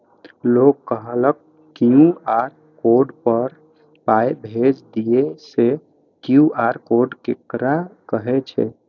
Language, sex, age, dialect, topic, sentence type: Maithili, male, 18-24, Eastern / Thethi, banking, question